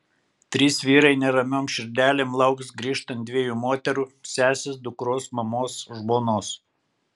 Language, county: Lithuanian, Kaunas